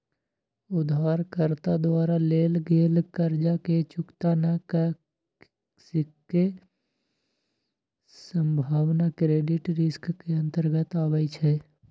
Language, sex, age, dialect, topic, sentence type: Magahi, male, 25-30, Western, banking, statement